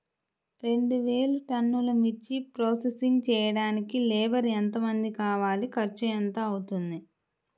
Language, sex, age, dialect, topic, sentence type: Telugu, female, 18-24, Central/Coastal, agriculture, question